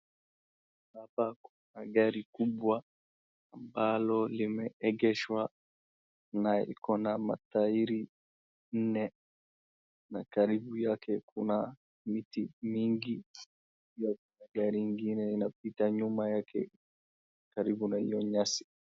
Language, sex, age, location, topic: Swahili, male, 18-24, Wajir, finance